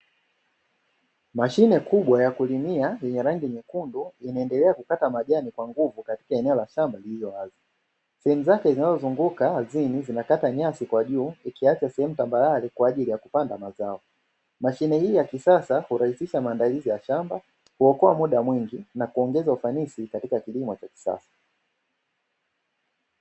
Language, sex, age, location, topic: Swahili, male, 25-35, Dar es Salaam, agriculture